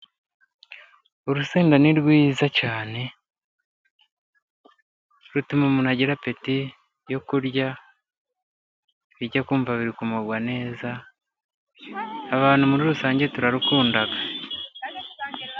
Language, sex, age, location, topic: Kinyarwanda, male, 25-35, Musanze, agriculture